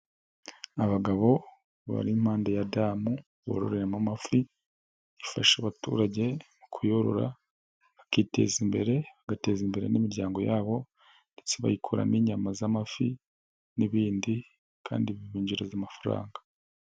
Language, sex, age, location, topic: Kinyarwanda, male, 25-35, Nyagatare, agriculture